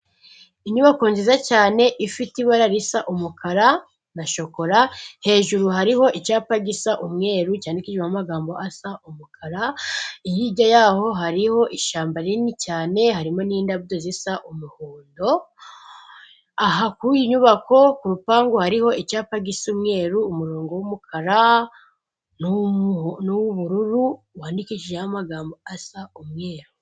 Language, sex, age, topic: Kinyarwanda, female, 18-24, government